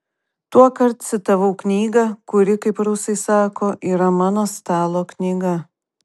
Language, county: Lithuanian, Kaunas